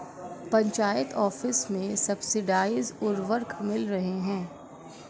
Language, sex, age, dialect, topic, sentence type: Hindi, female, 56-60, Marwari Dhudhari, agriculture, statement